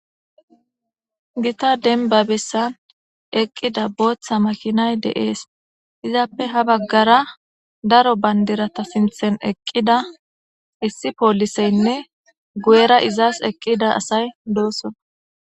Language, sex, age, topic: Gamo, female, 25-35, government